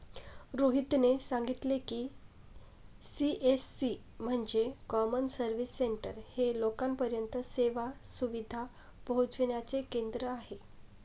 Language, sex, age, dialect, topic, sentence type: Marathi, female, 18-24, Standard Marathi, agriculture, statement